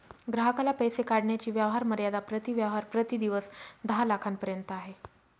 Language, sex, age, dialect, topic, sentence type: Marathi, female, 36-40, Northern Konkan, banking, statement